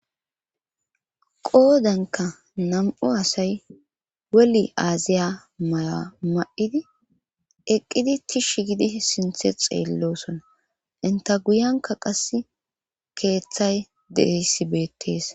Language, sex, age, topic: Gamo, female, 25-35, government